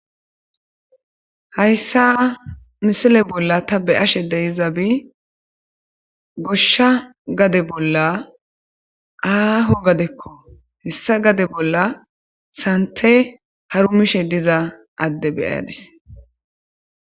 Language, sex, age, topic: Gamo, female, 25-35, agriculture